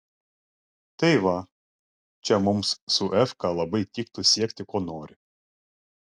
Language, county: Lithuanian, Klaipėda